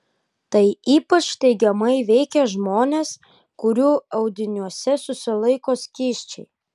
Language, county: Lithuanian, Kaunas